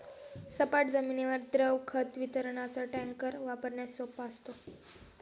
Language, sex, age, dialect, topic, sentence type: Marathi, female, 18-24, Standard Marathi, agriculture, statement